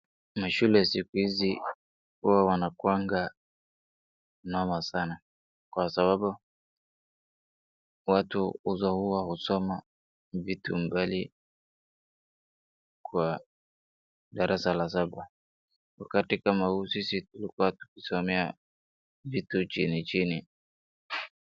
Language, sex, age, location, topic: Swahili, male, 18-24, Wajir, education